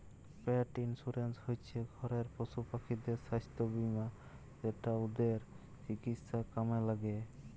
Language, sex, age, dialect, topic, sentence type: Bengali, male, 25-30, Jharkhandi, banking, statement